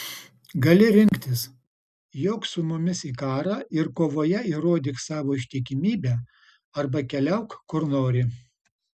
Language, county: Lithuanian, Utena